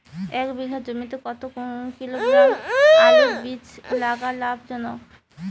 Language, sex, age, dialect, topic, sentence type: Bengali, female, 25-30, Rajbangshi, agriculture, question